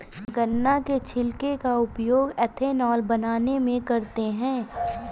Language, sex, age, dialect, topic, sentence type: Hindi, female, 25-30, Awadhi Bundeli, agriculture, statement